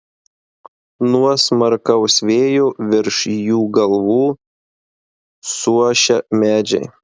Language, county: Lithuanian, Marijampolė